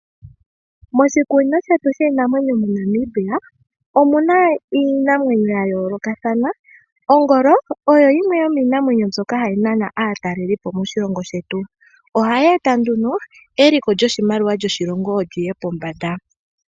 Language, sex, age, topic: Oshiwambo, female, 18-24, agriculture